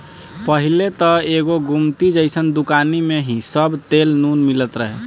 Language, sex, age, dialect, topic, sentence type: Bhojpuri, male, 25-30, Northern, agriculture, statement